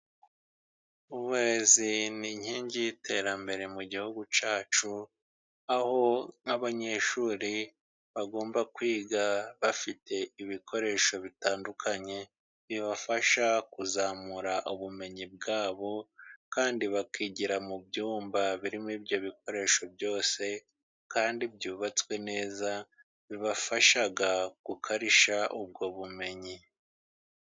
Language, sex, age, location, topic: Kinyarwanda, male, 50+, Musanze, education